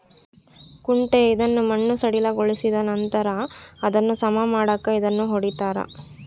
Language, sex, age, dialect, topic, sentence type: Kannada, female, 31-35, Central, agriculture, statement